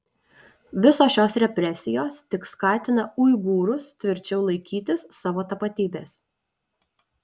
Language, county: Lithuanian, Alytus